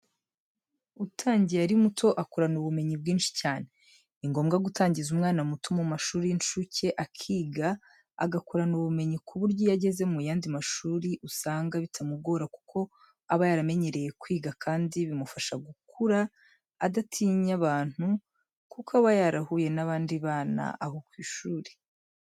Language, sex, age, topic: Kinyarwanda, female, 25-35, education